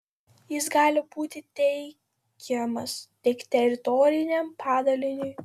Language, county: Lithuanian, Vilnius